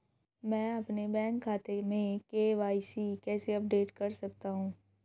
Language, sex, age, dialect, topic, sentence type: Hindi, female, 31-35, Hindustani Malvi Khadi Boli, banking, question